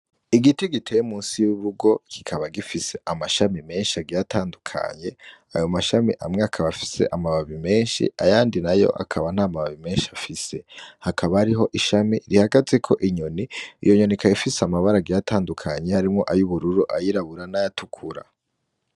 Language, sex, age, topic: Rundi, male, 18-24, agriculture